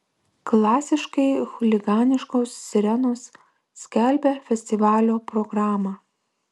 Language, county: Lithuanian, Vilnius